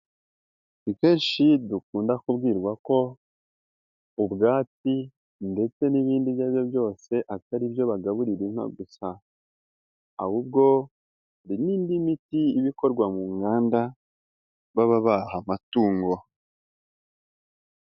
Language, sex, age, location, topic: Kinyarwanda, female, 18-24, Nyagatare, agriculture